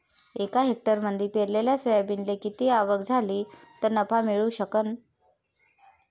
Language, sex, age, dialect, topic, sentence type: Marathi, female, 31-35, Varhadi, agriculture, question